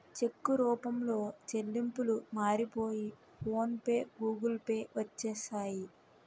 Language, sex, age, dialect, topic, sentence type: Telugu, female, 18-24, Utterandhra, banking, statement